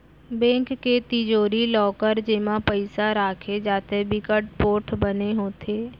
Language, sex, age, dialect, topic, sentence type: Chhattisgarhi, female, 25-30, Central, banking, statement